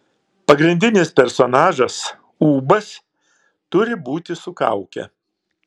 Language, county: Lithuanian, Klaipėda